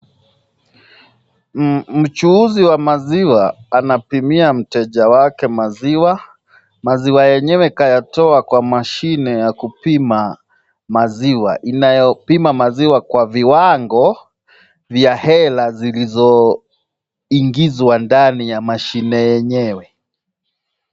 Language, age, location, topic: Swahili, 36-49, Nakuru, finance